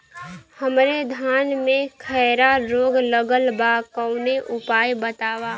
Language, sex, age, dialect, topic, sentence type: Bhojpuri, female, <18, Western, agriculture, question